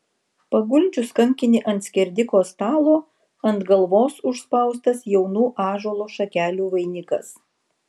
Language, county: Lithuanian, Vilnius